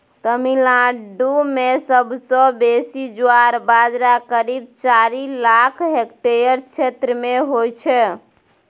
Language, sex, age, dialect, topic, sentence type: Maithili, female, 18-24, Bajjika, agriculture, statement